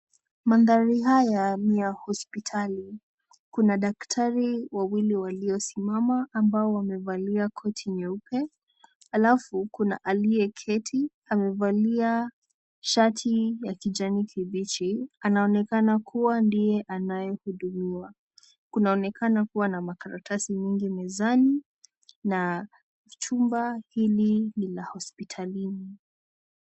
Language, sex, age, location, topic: Swahili, female, 18-24, Nakuru, health